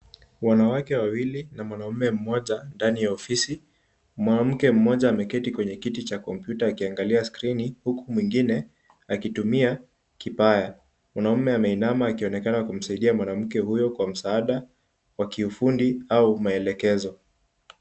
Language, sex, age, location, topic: Swahili, male, 18-24, Kisumu, government